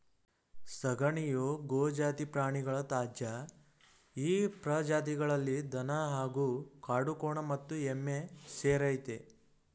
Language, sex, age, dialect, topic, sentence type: Kannada, male, 41-45, Mysore Kannada, agriculture, statement